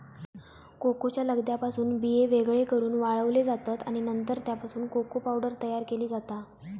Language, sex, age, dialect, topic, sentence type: Marathi, female, 18-24, Southern Konkan, agriculture, statement